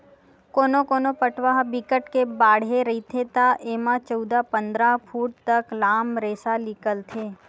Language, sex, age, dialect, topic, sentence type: Chhattisgarhi, female, 18-24, Western/Budati/Khatahi, agriculture, statement